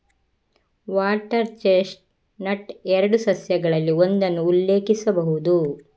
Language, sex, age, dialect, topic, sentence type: Kannada, female, 25-30, Coastal/Dakshin, agriculture, statement